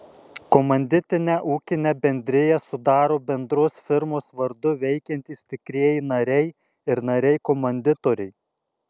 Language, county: Lithuanian, Alytus